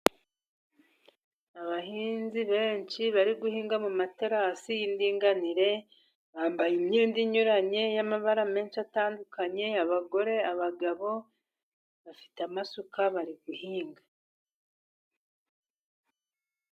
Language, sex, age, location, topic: Kinyarwanda, male, 50+, Musanze, agriculture